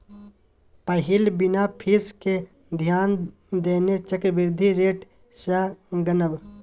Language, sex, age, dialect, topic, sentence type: Maithili, male, 18-24, Bajjika, banking, statement